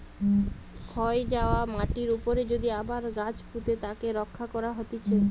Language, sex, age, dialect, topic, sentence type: Bengali, female, 31-35, Western, agriculture, statement